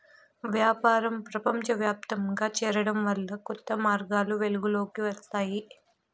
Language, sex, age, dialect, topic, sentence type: Telugu, female, 18-24, Southern, banking, statement